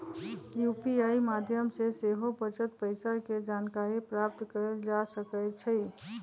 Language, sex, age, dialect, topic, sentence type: Magahi, female, 31-35, Western, banking, statement